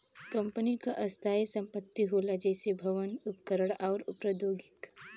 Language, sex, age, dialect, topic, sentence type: Bhojpuri, female, 18-24, Western, banking, statement